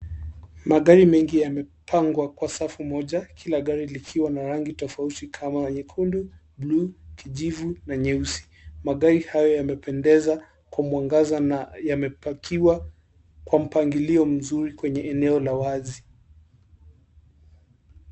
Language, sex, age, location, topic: Swahili, male, 18-24, Mombasa, finance